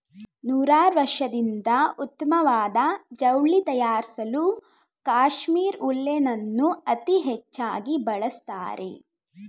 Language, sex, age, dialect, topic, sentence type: Kannada, female, 18-24, Mysore Kannada, agriculture, statement